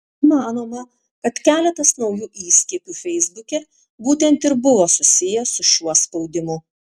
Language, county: Lithuanian, Panevėžys